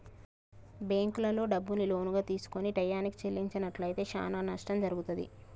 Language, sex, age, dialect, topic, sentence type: Telugu, female, 31-35, Telangana, banking, statement